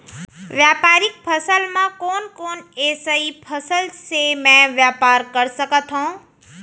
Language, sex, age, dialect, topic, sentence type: Chhattisgarhi, female, 41-45, Central, agriculture, question